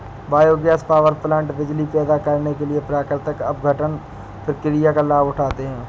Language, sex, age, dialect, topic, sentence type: Hindi, male, 60-100, Awadhi Bundeli, agriculture, statement